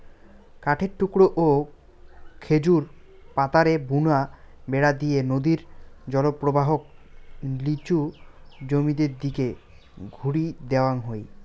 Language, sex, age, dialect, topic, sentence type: Bengali, male, 18-24, Rajbangshi, agriculture, statement